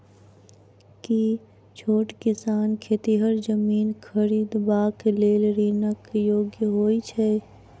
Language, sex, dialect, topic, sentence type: Maithili, female, Southern/Standard, agriculture, statement